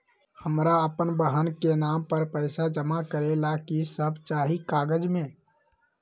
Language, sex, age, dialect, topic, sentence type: Magahi, male, 18-24, Western, banking, question